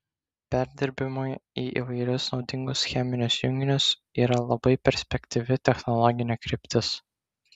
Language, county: Lithuanian, Vilnius